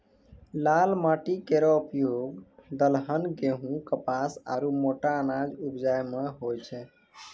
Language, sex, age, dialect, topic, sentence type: Maithili, male, 18-24, Angika, agriculture, statement